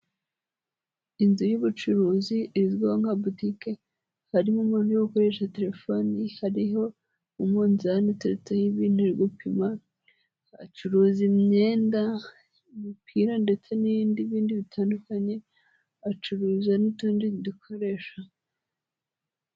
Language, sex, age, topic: Kinyarwanda, female, 18-24, finance